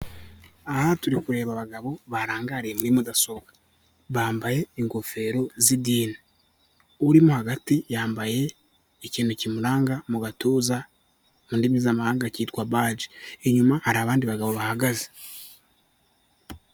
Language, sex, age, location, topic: Kinyarwanda, male, 25-35, Kigali, government